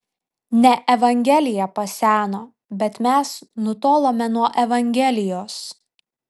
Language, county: Lithuanian, Vilnius